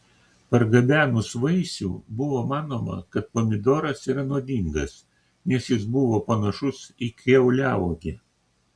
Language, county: Lithuanian, Kaunas